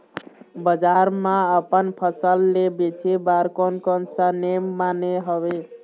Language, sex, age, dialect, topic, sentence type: Chhattisgarhi, male, 18-24, Eastern, agriculture, question